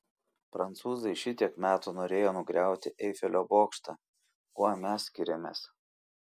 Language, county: Lithuanian, Šiauliai